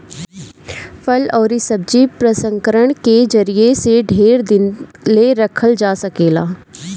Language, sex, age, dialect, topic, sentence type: Bhojpuri, female, 18-24, Northern, agriculture, statement